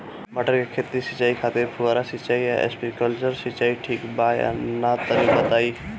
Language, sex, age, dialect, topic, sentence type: Bhojpuri, male, 18-24, Northern, agriculture, question